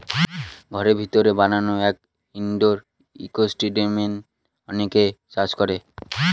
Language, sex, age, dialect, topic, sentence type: Bengali, male, 18-24, Northern/Varendri, agriculture, statement